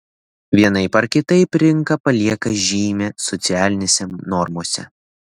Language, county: Lithuanian, Šiauliai